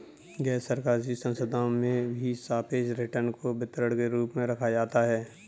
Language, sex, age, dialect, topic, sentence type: Hindi, male, 31-35, Kanauji Braj Bhasha, banking, statement